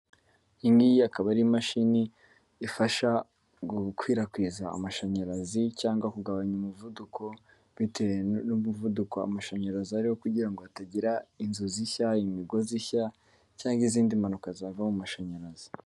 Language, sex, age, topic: Kinyarwanda, male, 18-24, government